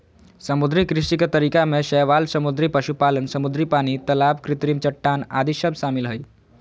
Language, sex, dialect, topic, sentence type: Magahi, female, Southern, agriculture, statement